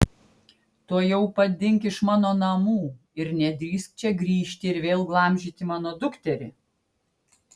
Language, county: Lithuanian, Klaipėda